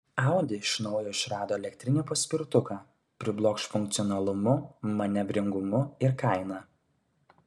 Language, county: Lithuanian, Kaunas